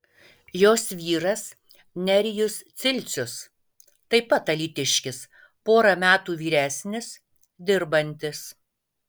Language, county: Lithuanian, Vilnius